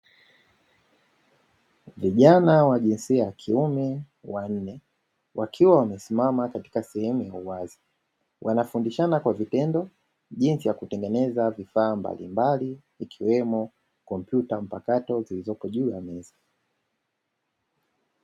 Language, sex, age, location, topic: Swahili, male, 25-35, Dar es Salaam, education